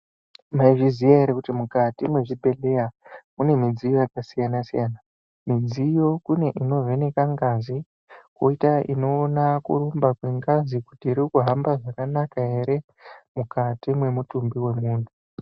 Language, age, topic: Ndau, 18-24, health